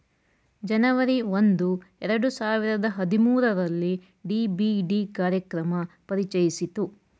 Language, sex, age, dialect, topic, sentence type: Kannada, female, 41-45, Mysore Kannada, banking, statement